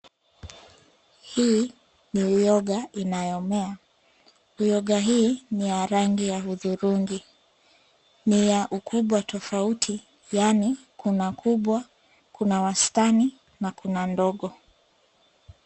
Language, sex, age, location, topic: Swahili, female, 25-35, Nairobi, agriculture